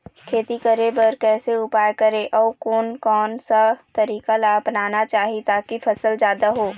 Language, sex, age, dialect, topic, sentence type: Chhattisgarhi, female, 18-24, Eastern, agriculture, question